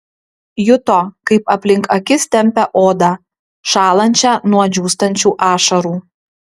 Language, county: Lithuanian, Utena